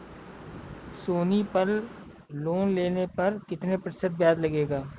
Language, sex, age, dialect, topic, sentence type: Hindi, male, 25-30, Kanauji Braj Bhasha, banking, question